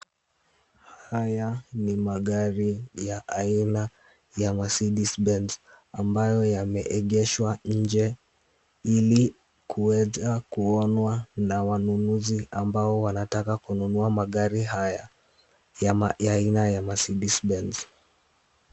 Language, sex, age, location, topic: Swahili, male, 18-24, Kisumu, finance